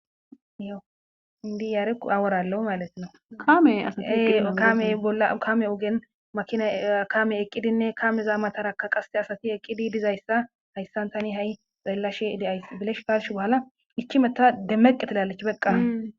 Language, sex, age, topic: Gamo, female, 18-24, government